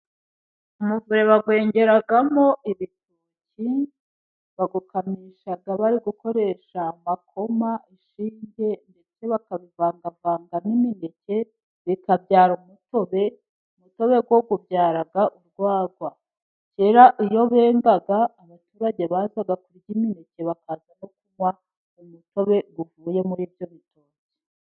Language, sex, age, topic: Kinyarwanda, female, 36-49, government